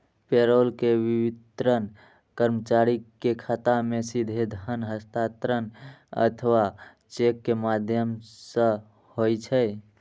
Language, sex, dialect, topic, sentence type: Maithili, male, Eastern / Thethi, banking, statement